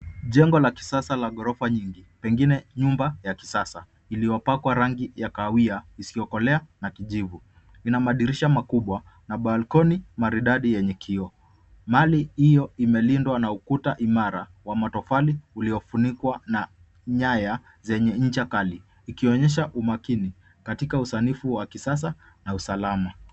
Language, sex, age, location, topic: Swahili, male, 25-35, Nairobi, finance